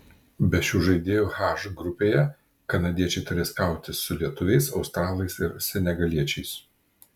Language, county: Lithuanian, Kaunas